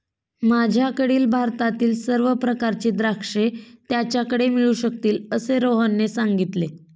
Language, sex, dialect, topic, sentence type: Marathi, female, Standard Marathi, agriculture, statement